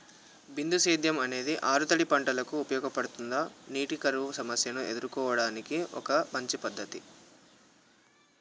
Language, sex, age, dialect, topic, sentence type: Telugu, male, 18-24, Telangana, agriculture, question